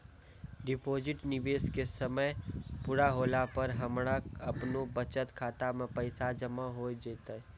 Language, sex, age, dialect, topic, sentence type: Maithili, male, 18-24, Angika, banking, question